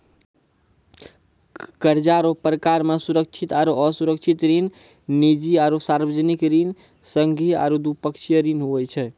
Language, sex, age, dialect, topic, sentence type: Maithili, male, 46-50, Angika, banking, statement